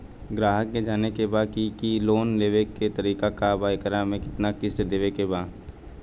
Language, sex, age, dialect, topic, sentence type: Bhojpuri, male, 18-24, Western, banking, question